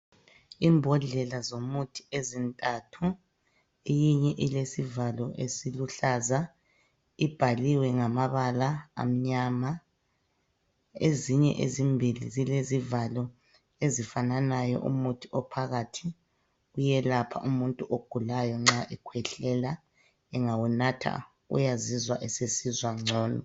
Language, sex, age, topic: North Ndebele, female, 25-35, health